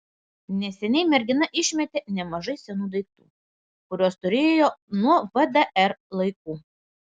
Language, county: Lithuanian, Vilnius